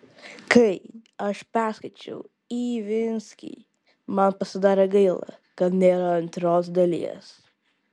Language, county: Lithuanian, Vilnius